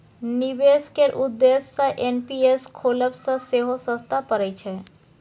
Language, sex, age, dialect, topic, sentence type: Maithili, female, 18-24, Bajjika, banking, statement